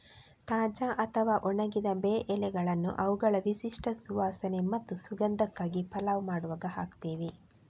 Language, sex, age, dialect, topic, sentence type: Kannada, female, 18-24, Coastal/Dakshin, agriculture, statement